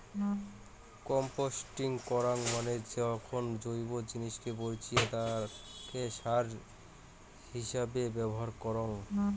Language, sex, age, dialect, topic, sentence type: Bengali, male, 18-24, Rajbangshi, agriculture, statement